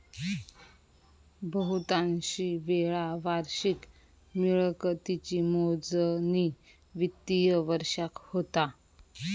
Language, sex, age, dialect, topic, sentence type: Marathi, male, 31-35, Southern Konkan, banking, statement